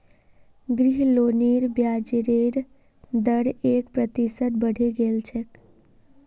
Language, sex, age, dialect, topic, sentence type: Magahi, female, 18-24, Northeastern/Surjapuri, banking, statement